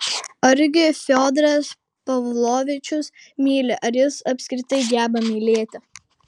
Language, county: Lithuanian, Kaunas